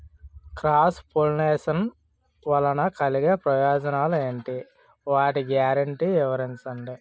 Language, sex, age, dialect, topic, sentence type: Telugu, male, 36-40, Utterandhra, agriculture, question